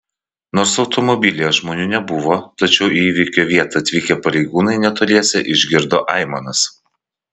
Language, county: Lithuanian, Vilnius